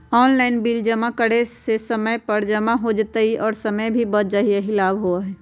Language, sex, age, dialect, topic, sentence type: Magahi, female, 46-50, Western, banking, question